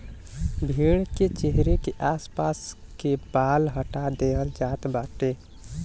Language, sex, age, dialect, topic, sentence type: Bhojpuri, male, 18-24, Western, agriculture, statement